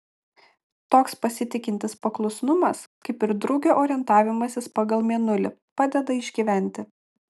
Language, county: Lithuanian, Klaipėda